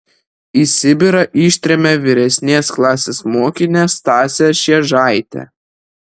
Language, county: Lithuanian, Vilnius